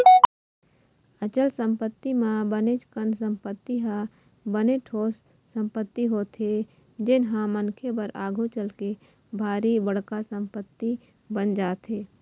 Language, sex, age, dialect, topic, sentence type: Chhattisgarhi, female, 25-30, Eastern, banking, statement